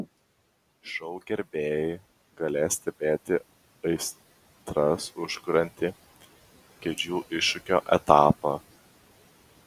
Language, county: Lithuanian, Vilnius